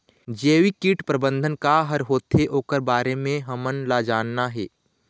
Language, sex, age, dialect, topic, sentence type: Chhattisgarhi, male, 25-30, Eastern, agriculture, question